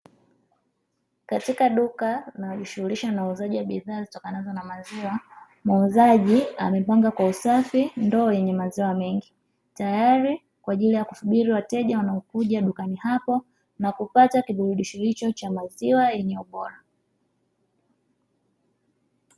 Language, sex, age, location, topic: Swahili, female, 25-35, Dar es Salaam, finance